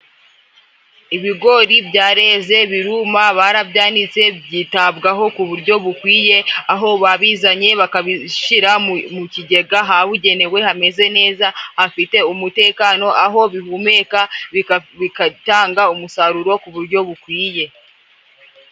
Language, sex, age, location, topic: Kinyarwanda, female, 18-24, Musanze, agriculture